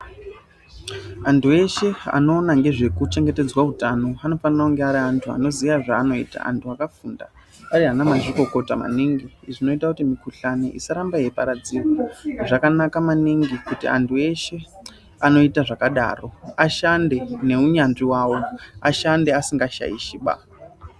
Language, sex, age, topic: Ndau, female, 36-49, health